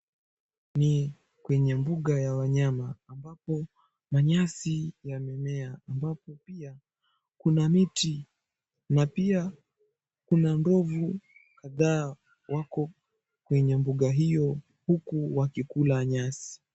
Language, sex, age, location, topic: Swahili, male, 18-24, Mombasa, agriculture